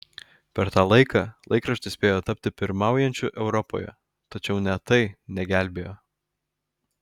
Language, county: Lithuanian, Alytus